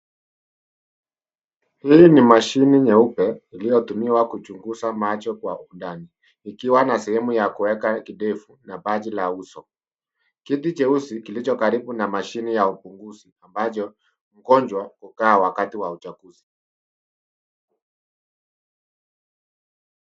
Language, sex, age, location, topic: Swahili, male, 50+, Nairobi, health